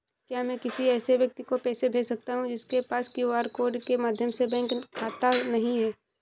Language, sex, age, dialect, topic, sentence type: Hindi, female, 18-24, Awadhi Bundeli, banking, question